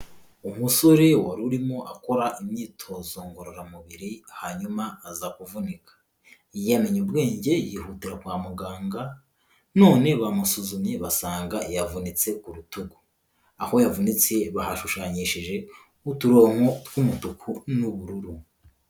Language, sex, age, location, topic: Kinyarwanda, male, 25-35, Kigali, health